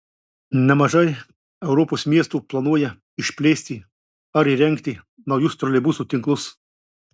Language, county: Lithuanian, Klaipėda